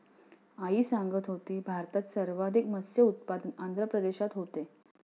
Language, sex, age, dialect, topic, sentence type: Marathi, female, 41-45, Standard Marathi, agriculture, statement